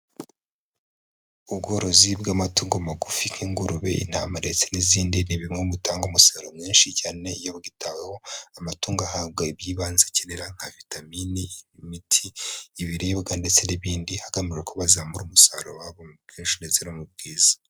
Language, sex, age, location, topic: Kinyarwanda, male, 25-35, Huye, agriculture